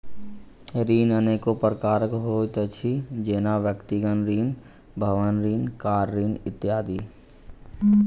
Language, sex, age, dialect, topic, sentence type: Maithili, male, 25-30, Southern/Standard, banking, statement